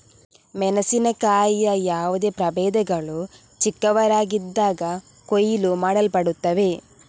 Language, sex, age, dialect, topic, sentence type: Kannada, female, 18-24, Coastal/Dakshin, agriculture, statement